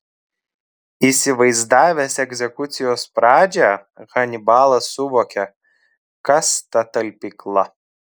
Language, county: Lithuanian, Telšiai